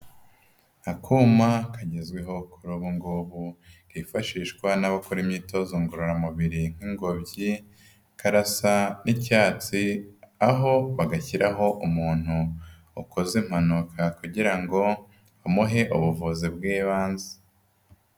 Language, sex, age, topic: Kinyarwanda, female, 18-24, health